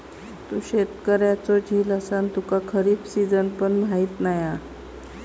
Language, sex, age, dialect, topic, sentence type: Marathi, female, 56-60, Southern Konkan, agriculture, statement